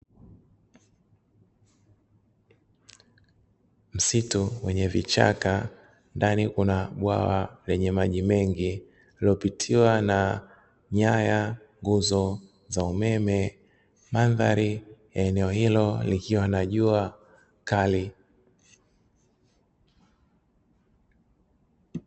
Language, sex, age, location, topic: Swahili, male, 25-35, Dar es Salaam, agriculture